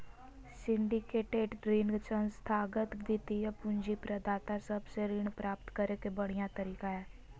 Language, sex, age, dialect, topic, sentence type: Magahi, female, 18-24, Southern, banking, statement